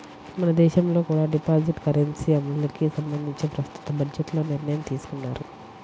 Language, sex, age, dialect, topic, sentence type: Telugu, female, 18-24, Central/Coastal, banking, statement